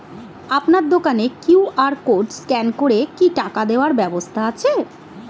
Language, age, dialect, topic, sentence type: Bengali, 41-45, Standard Colloquial, banking, question